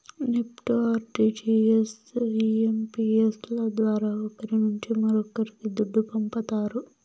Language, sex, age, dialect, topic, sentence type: Telugu, female, 18-24, Southern, banking, statement